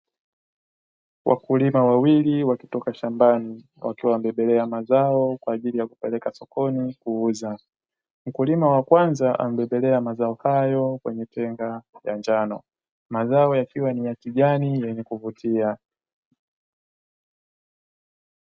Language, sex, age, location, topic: Swahili, male, 18-24, Dar es Salaam, agriculture